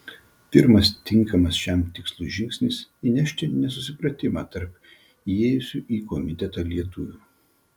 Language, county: Lithuanian, Vilnius